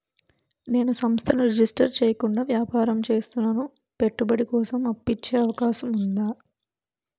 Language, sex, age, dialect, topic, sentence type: Telugu, female, 18-24, Utterandhra, banking, question